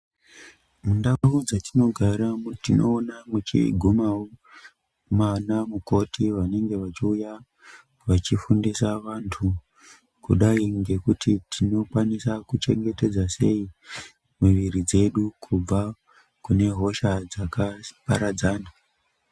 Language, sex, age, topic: Ndau, male, 18-24, health